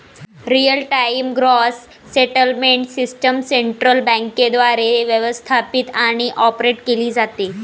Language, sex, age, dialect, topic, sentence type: Marathi, female, 18-24, Varhadi, banking, statement